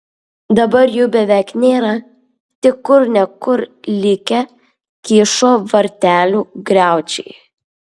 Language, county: Lithuanian, Vilnius